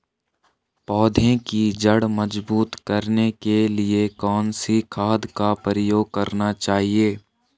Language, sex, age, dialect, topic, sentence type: Hindi, male, 18-24, Garhwali, agriculture, question